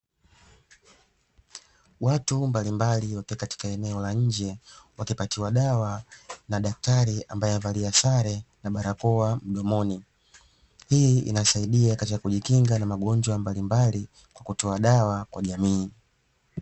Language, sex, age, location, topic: Swahili, male, 25-35, Dar es Salaam, health